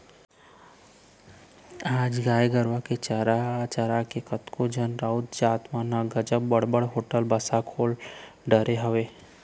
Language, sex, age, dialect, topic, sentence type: Chhattisgarhi, male, 25-30, Eastern, banking, statement